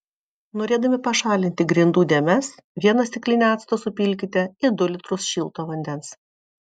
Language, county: Lithuanian, Vilnius